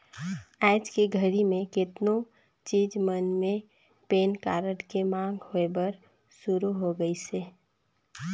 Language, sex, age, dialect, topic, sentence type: Chhattisgarhi, female, 25-30, Northern/Bhandar, banking, statement